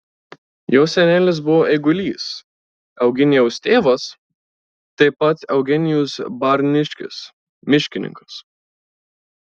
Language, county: Lithuanian, Marijampolė